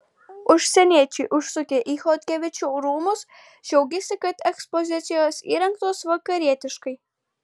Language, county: Lithuanian, Tauragė